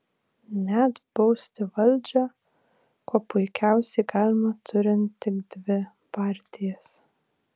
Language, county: Lithuanian, Vilnius